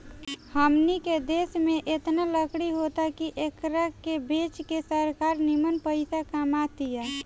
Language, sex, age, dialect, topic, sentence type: Bhojpuri, female, 25-30, Southern / Standard, agriculture, statement